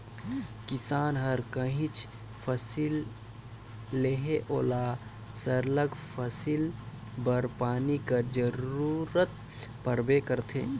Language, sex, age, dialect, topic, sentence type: Chhattisgarhi, male, 25-30, Northern/Bhandar, agriculture, statement